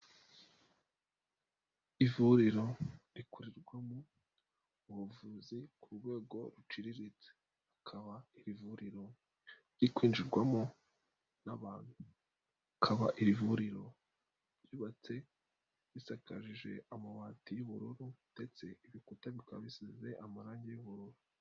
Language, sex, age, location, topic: Kinyarwanda, female, 36-49, Nyagatare, health